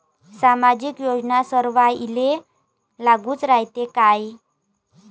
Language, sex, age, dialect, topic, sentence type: Marathi, female, 18-24, Varhadi, banking, question